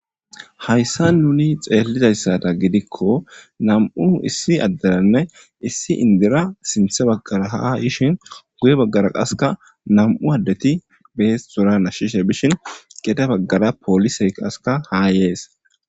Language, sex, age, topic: Gamo, female, 18-24, government